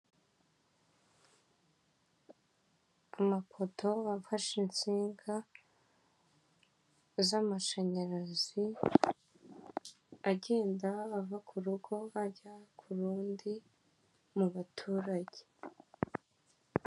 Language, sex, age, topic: Kinyarwanda, female, 18-24, government